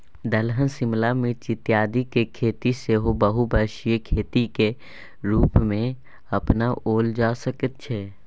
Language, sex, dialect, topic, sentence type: Maithili, male, Bajjika, agriculture, statement